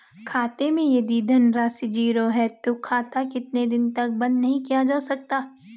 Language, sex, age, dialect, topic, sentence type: Hindi, female, 25-30, Garhwali, banking, question